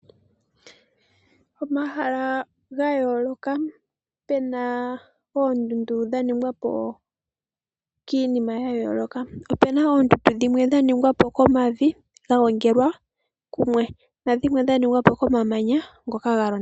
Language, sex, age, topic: Oshiwambo, male, 18-24, agriculture